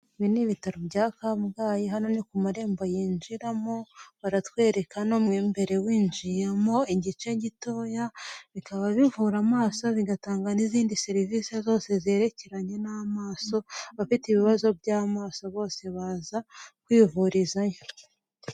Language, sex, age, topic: Kinyarwanda, female, 18-24, health